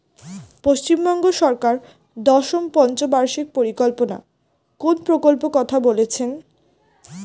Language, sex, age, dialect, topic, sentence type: Bengali, female, 18-24, Standard Colloquial, agriculture, question